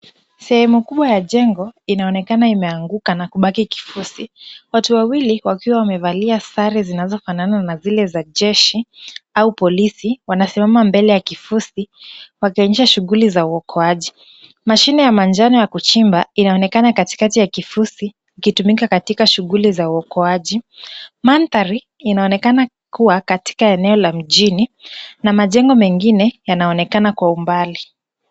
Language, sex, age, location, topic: Swahili, female, 25-35, Kisumu, health